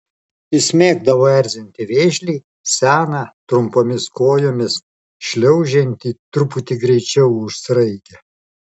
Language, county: Lithuanian, Alytus